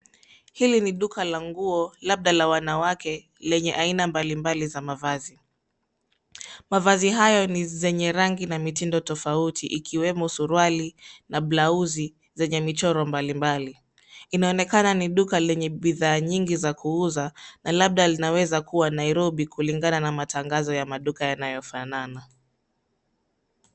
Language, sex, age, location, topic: Swahili, female, 25-35, Nairobi, finance